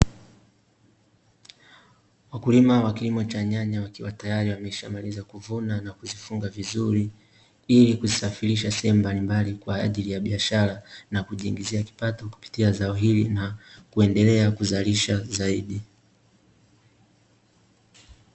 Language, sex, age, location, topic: Swahili, male, 18-24, Dar es Salaam, agriculture